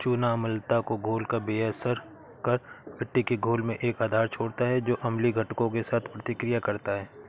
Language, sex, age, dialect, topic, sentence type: Hindi, male, 56-60, Awadhi Bundeli, agriculture, statement